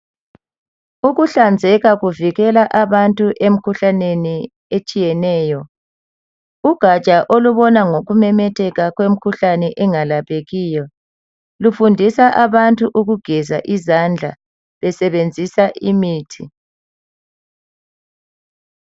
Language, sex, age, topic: North Ndebele, male, 50+, health